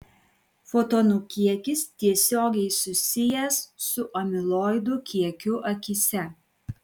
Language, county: Lithuanian, Klaipėda